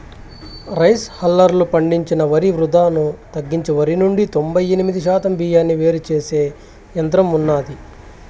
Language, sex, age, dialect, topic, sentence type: Telugu, male, 25-30, Southern, agriculture, statement